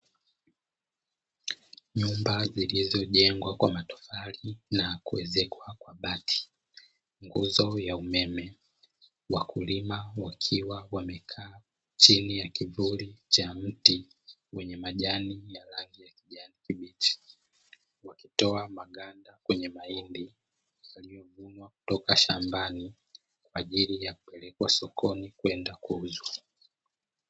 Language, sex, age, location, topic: Swahili, male, 25-35, Dar es Salaam, agriculture